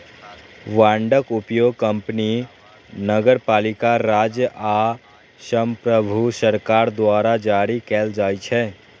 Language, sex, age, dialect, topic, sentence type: Maithili, male, 18-24, Eastern / Thethi, banking, statement